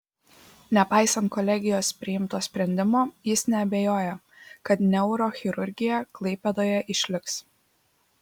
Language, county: Lithuanian, Šiauliai